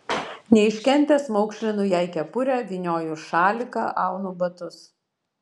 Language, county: Lithuanian, Vilnius